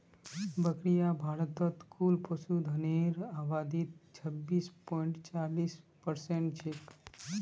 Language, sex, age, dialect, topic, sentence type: Magahi, male, 25-30, Northeastern/Surjapuri, agriculture, statement